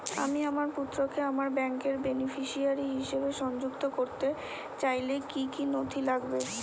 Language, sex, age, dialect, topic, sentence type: Bengali, female, 25-30, Northern/Varendri, banking, question